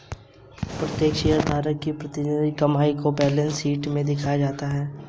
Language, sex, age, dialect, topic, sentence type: Hindi, male, 18-24, Hindustani Malvi Khadi Boli, banking, statement